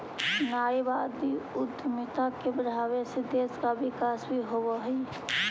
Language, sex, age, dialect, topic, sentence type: Magahi, male, 31-35, Central/Standard, banking, statement